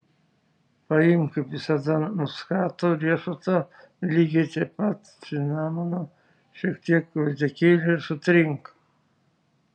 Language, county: Lithuanian, Šiauliai